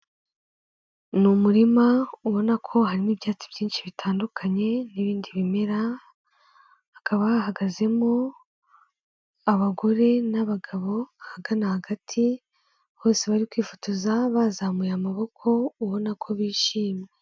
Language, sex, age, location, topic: Kinyarwanda, female, 18-24, Kigali, health